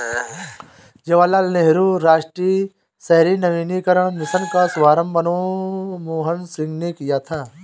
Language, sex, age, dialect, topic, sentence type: Hindi, male, 25-30, Awadhi Bundeli, banking, statement